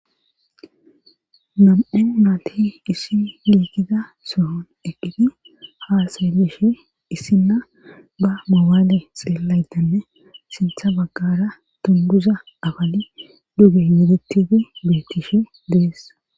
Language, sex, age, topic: Gamo, female, 25-35, government